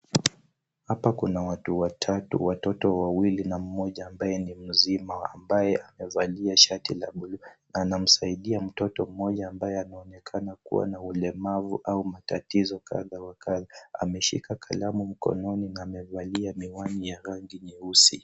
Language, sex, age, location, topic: Swahili, male, 18-24, Nairobi, education